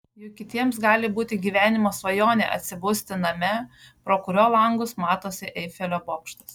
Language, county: Lithuanian, Šiauliai